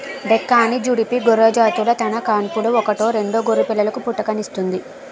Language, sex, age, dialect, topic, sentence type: Telugu, female, 18-24, Utterandhra, agriculture, statement